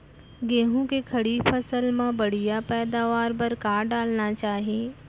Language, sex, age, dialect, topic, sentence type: Chhattisgarhi, female, 25-30, Central, agriculture, question